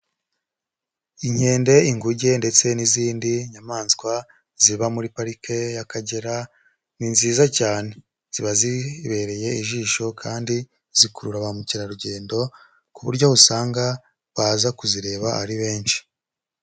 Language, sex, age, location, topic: Kinyarwanda, male, 25-35, Huye, agriculture